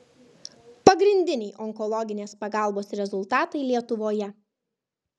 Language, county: Lithuanian, Kaunas